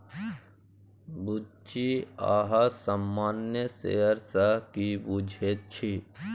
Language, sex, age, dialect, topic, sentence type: Maithili, male, 18-24, Bajjika, banking, statement